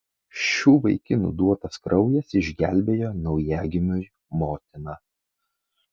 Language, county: Lithuanian, Kaunas